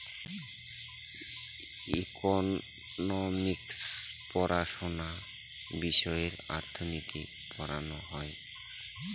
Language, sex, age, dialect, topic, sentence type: Bengali, male, 31-35, Northern/Varendri, banking, statement